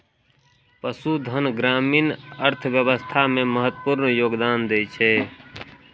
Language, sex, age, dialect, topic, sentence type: Maithili, male, 31-35, Eastern / Thethi, agriculture, statement